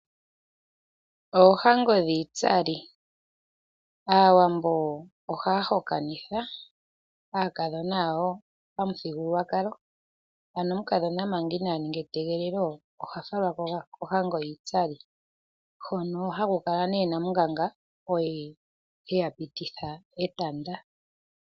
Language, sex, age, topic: Oshiwambo, female, 25-35, agriculture